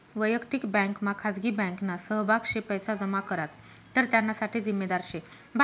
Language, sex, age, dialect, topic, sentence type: Marathi, female, 31-35, Northern Konkan, banking, statement